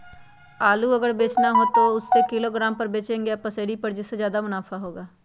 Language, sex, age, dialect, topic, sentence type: Magahi, female, 46-50, Western, agriculture, question